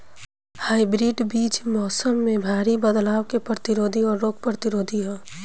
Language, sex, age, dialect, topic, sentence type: Bhojpuri, female, 18-24, Southern / Standard, agriculture, statement